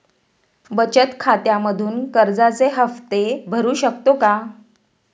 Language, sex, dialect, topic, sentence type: Marathi, female, Standard Marathi, banking, question